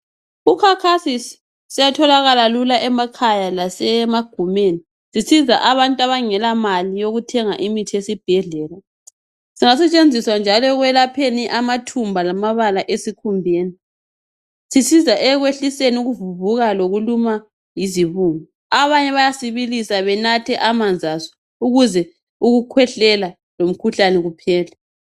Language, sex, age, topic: North Ndebele, female, 25-35, health